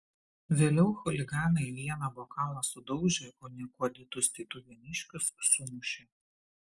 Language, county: Lithuanian, Vilnius